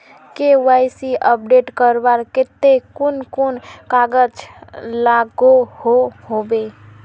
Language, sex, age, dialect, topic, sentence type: Magahi, female, 56-60, Northeastern/Surjapuri, banking, question